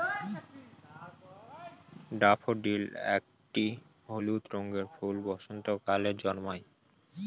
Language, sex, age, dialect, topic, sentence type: Bengali, male, 18-24, Northern/Varendri, agriculture, statement